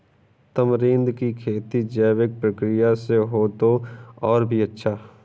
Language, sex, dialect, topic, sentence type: Hindi, male, Kanauji Braj Bhasha, agriculture, statement